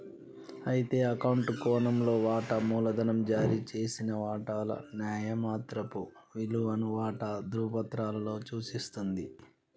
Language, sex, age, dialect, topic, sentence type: Telugu, male, 36-40, Telangana, banking, statement